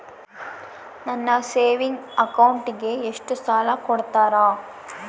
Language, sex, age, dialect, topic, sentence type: Kannada, female, 18-24, Central, banking, question